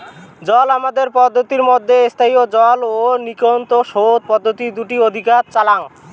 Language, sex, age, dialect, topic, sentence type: Bengali, male, 18-24, Rajbangshi, agriculture, statement